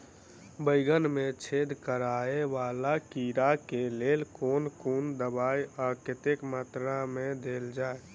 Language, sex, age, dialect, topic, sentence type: Maithili, male, 18-24, Southern/Standard, agriculture, question